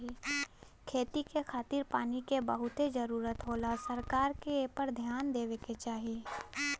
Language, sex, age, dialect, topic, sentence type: Bhojpuri, female, 18-24, Western, agriculture, statement